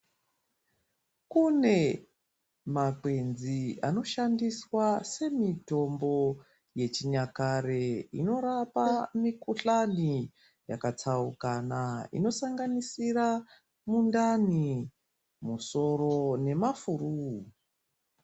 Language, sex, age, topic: Ndau, female, 36-49, health